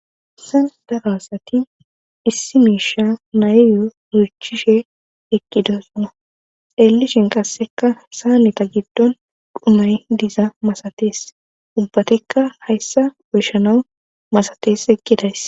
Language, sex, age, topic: Gamo, female, 25-35, government